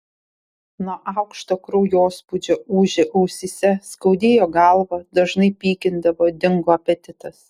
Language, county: Lithuanian, Šiauliai